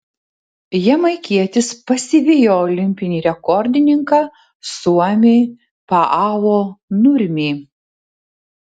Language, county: Lithuanian, Tauragė